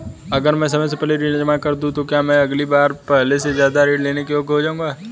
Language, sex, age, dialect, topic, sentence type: Hindi, male, 18-24, Hindustani Malvi Khadi Boli, banking, question